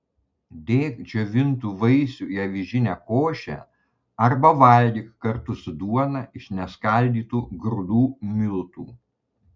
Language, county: Lithuanian, Panevėžys